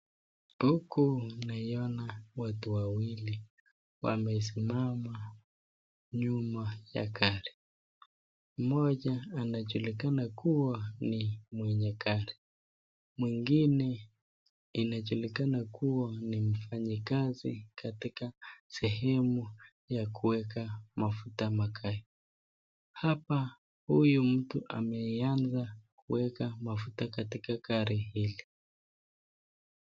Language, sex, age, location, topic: Swahili, female, 36-49, Nakuru, finance